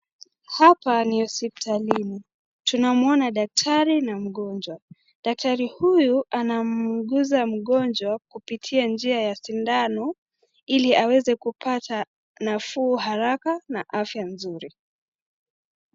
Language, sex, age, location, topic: Swahili, female, 25-35, Nakuru, health